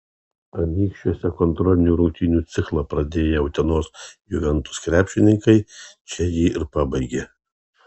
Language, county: Lithuanian, Kaunas